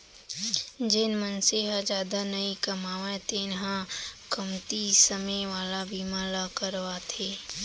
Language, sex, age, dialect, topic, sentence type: Chhattisgarhi, female, 18-24, Central, banking, statement